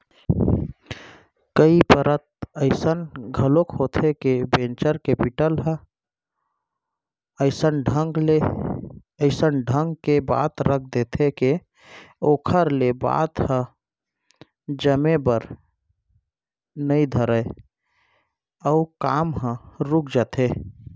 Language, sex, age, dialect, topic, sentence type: Chhattisgarhi, male, 31-35, Central, banking, statement